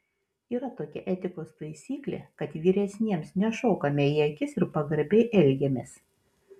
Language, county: Lithuanian, Vilnius